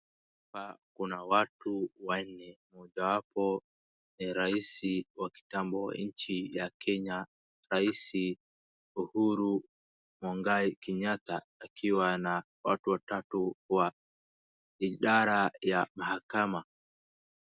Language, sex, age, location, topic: Swahili, male, 18-24, Wajir, government